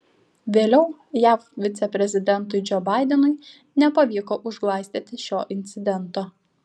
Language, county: Lithuanian, Šiauliai